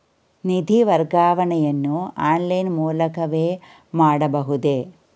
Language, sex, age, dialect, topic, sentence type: Kannada, female, 46-50, Mysore Kannada, banking, question